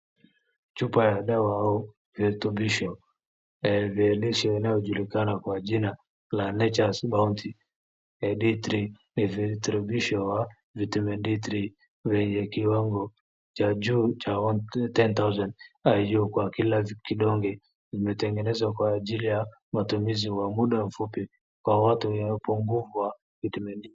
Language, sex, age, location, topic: Swahili, male, 25-35, Wajir, health